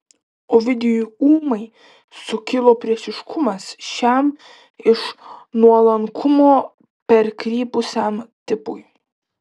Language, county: Lithuanian, Klaipėda